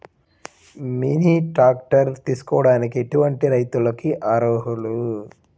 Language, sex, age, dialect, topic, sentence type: Telugu, male, 18-24, Central/Coastal, agriculture, question